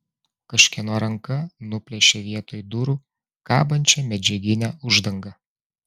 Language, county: Lithuanian, Klaipėda